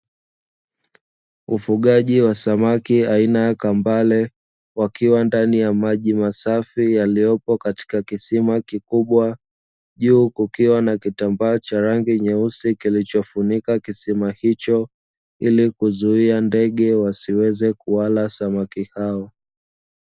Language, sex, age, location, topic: Swahili, male, 25-35, Dar es Salaam, agriculture